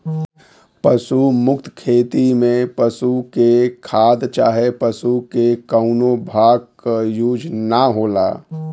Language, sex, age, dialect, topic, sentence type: Bhojpuri, male, 36-40, Western, agriculture, statement